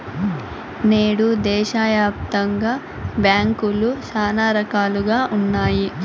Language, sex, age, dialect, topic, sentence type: Telugu, female, 18-24, Southern, banking, statement